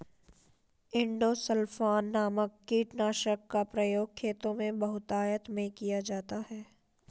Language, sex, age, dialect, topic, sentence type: Hindi, female, 56-60, Marwari Dhudhari, agriculture, statement